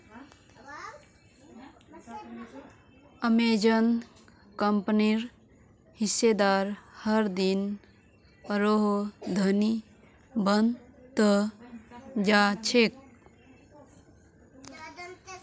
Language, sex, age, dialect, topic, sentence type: Magahi, female, 25-30, Northeastern/Surjapuri, banking, statement